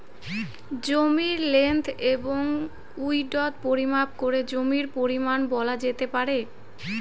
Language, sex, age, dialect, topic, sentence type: Bengali, female, 18-24, Rajbangshi, agriculture, question